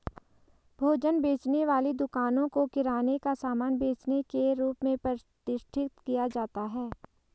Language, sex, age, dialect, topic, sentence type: Hindi, female, 18-24, Garhwali, agriculture, statement